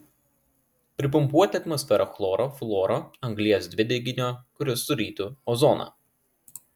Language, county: Lithuanian, Klaipėda